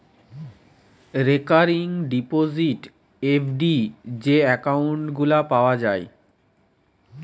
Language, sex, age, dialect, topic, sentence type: Bengali, male, 31-35, Western, banking, statement